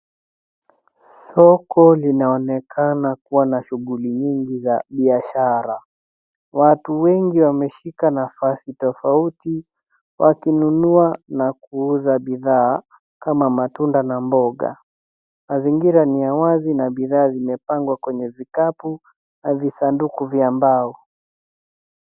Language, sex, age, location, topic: Swahili, female, 18-24, Nairobi, finance